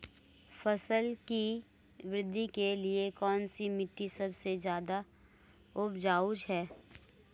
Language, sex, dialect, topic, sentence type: Hindi, female, Marwari Dhudhari, agriculture, question